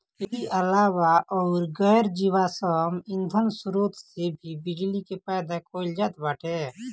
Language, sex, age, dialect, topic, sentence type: Bhojpuri, male, 18-24, Northern, agriculture, statement